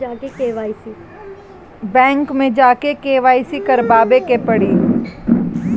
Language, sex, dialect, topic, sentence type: Bhojpuri, female, Northern, banking, question